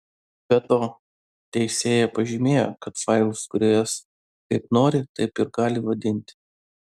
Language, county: Lithuanian, Vilnius